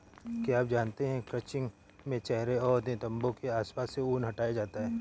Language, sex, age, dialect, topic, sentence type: Hindi, male, 18-24, Awadhi Bundeli, agriculture, statement